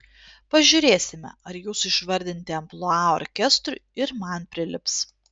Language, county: Lithuanian, Panevėžys